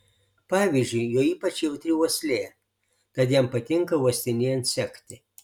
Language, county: Lithuanian, Alytus